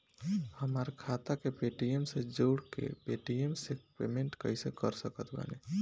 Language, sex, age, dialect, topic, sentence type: Bhojpuri, male, 18-24, Southern / Standard, banking, question